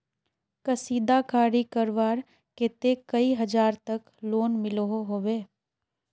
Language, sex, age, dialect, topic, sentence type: Magahi, female, 18-24, Northeastern/Surjapuri, banking, question